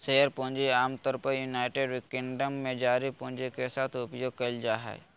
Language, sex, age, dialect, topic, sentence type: Magahi, male, 31-35, Southern, banking, statement